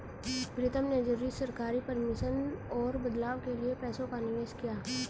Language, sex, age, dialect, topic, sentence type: Hindi, male, 36-40, Hindustani Malvi Khadi Boli, banking, statement